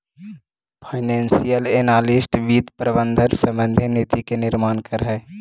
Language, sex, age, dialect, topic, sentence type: Magahi, male, 18-24, Central/Standard, banking, statement